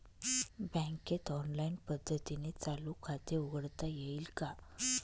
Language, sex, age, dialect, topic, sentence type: Marathi, female, 25-30, Northern Konkan, banking, question